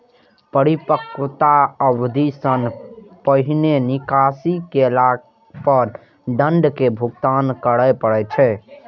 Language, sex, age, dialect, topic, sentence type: Maithili, male, 18-24, Eastern / Thethi, banking, statement